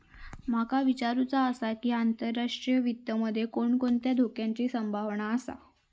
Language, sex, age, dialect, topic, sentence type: Marathi, female, 25-30, Southern Konkan, banking, statement